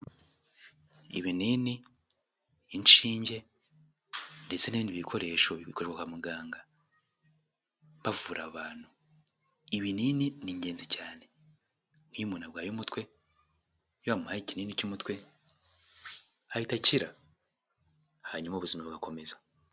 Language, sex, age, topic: Kinyarwanda, male, 18-24, health